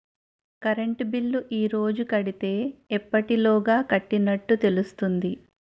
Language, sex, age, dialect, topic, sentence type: Telugu, female, 41-45, Utterandhra, banking, question